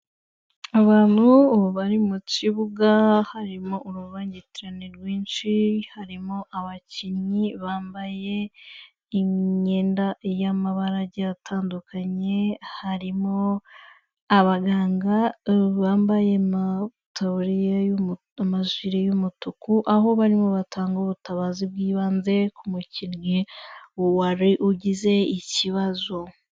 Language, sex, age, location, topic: Kinyarwanda, female, 25-35, Kigali, health